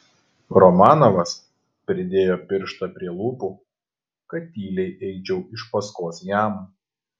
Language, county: Lithuanian, Kaunas